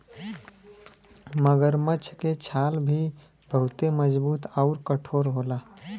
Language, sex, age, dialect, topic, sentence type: Bhojpuri, male, 18-24, Western, agriculture, statement